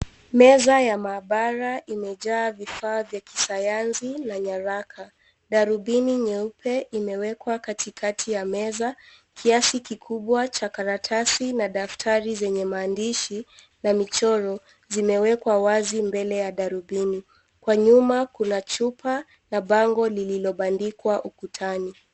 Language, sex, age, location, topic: Swahili, female, 18-24, Nairobi, health